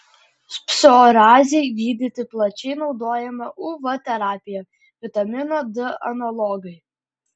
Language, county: Lithuanian, Klaipėda